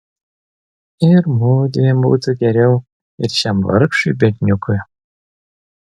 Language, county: Lithuanian, Vilnius